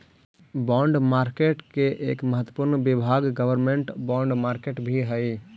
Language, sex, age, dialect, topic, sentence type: Magahi, male, 25-30, Central/Standard, banking, statement